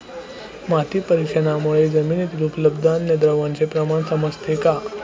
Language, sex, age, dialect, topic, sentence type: Marathi, male, 18-24, Standard Marathi, agriculture, question